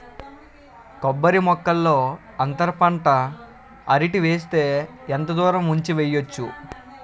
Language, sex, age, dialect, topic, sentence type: Telugu, male, 18-24, Utterandhra, agriculture, question